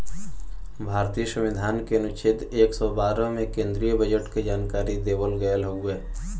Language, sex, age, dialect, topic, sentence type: Bhojpuri, male, 25-30, Western, banking, statement